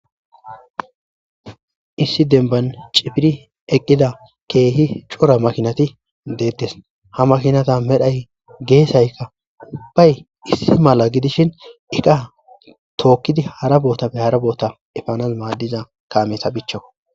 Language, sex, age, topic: Gamo, male, 25-35, government